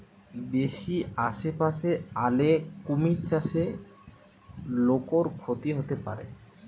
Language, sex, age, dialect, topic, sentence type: Bengali, male, 18-24, Western, agriculture, statement